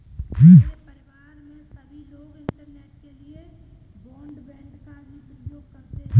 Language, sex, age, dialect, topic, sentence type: Hindi, female, 18-24, Kanauji Braj Bhasha, banking, statement